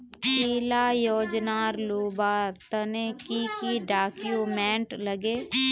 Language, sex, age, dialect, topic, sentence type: Magahi, female, 18-24, Northeastern/Surjapuri, agriculture, question